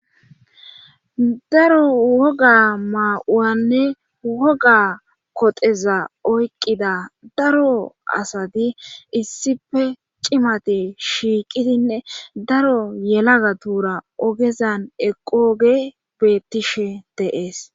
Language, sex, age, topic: Gamo, female, 25-35, government